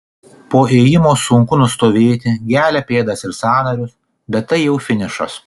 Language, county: Lithuanian, Kaunas